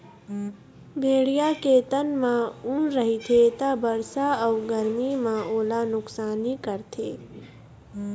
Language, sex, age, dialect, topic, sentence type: Chhattisgarhi, female, 60-100, Eastern, agriculture, statement